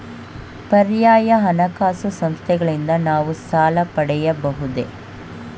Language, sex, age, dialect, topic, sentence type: Kannada, male, 18-24, Mysore Kannada, banking, question